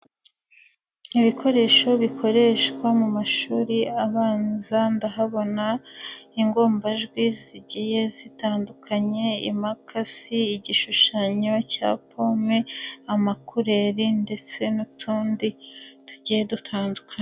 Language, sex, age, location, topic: Kinyarwanda, female, 25-35, Nyagatare, education